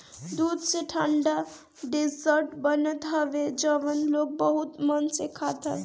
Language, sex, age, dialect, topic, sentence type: Bhojpuri, female, 41-45, Northern, agriculture, statement